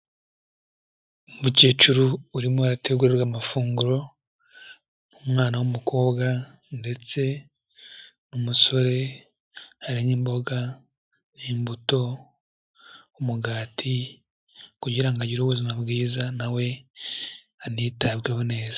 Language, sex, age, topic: Kinyarwanda, male, 18-24, health